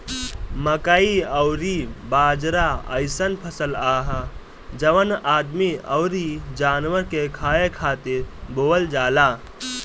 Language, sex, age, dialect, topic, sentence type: Bhojpuri, male, 18-24, Northern, agriculture, statement